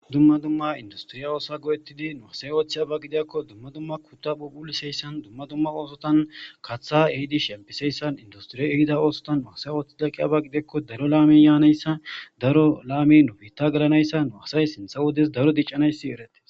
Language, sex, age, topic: Gamo, male, 18-24, agriculture